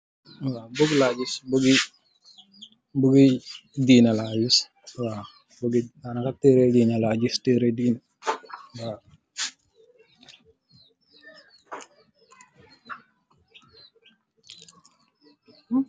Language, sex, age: Wolof, male, 18-24